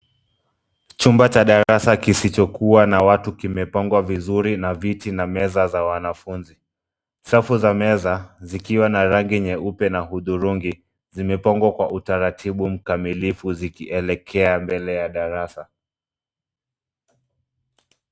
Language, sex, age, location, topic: Swahili, male, 25-35, Nairobi, education